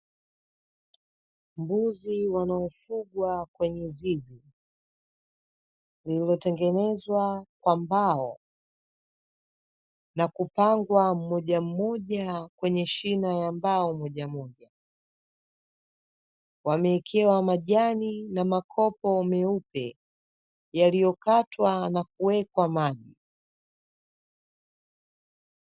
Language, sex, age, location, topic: Swahili, female, 25-35, Dar es Salaam, agriculture